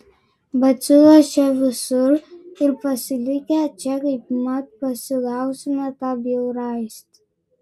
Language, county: Lithuanian, Vilnius